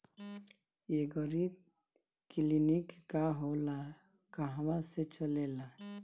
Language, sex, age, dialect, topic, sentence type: Bhojpuri, male, 25-30, Northern, agriculture, question